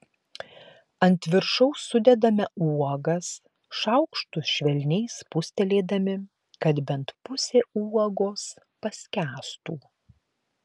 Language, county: Lithuanian, Klaipėda